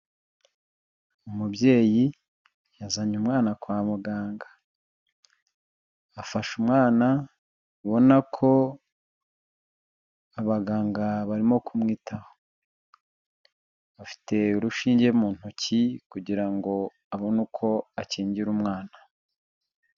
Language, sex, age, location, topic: Kinyarwanda, male, 25-35, Huye, health